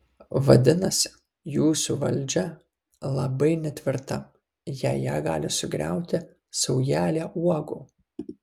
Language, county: Lithuanian, Kaunas